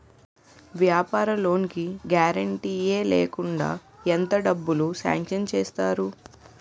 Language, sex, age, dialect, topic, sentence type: Telugu, female, 18-24, Utterandhra, banking, question